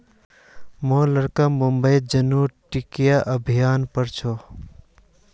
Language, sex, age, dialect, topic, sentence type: Magahi, male, 31-35, Northeastern/Surjapuri, agriculture, statement